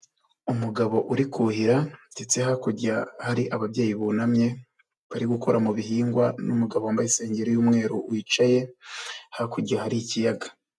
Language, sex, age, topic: Kinyarwanda, male, 25-35, agriculture